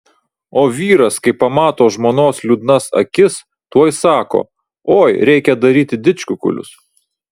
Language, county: Lithuanian, Vilnius